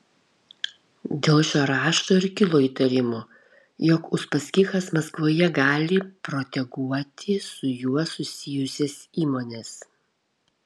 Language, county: Lithuanian, Kaunas